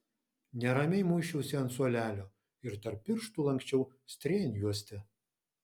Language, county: Lithuanian, Vilnius